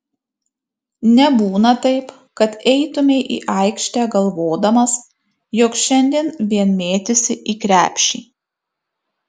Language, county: Lithuanian, Kaunas